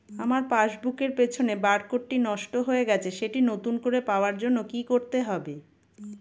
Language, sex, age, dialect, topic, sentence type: Bengali, female, 46-50, Standard Colloquial, banking, question